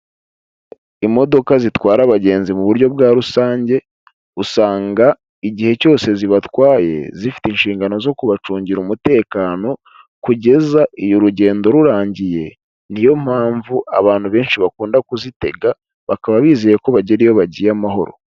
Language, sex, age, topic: Kinyarwanda, male, 25-35, government